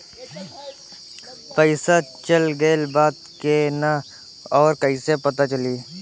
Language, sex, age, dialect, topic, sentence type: Bhojpuri, male, 18-24, Southern / Standard, banking, question